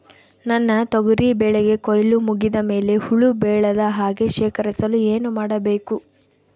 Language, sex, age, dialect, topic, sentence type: Kannada, female, 18-24, Central, agriculture, question